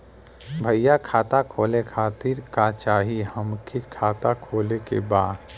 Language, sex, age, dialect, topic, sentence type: Bhojpuri, male, 36-40, Western, banking, question